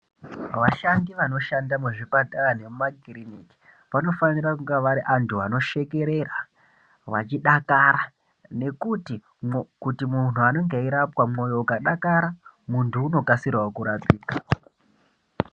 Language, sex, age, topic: Ndau, male, 18-24, health